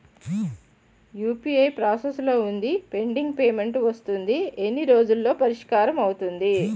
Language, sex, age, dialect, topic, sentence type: Telugu, female, 56-60, Utterandhra, banking, question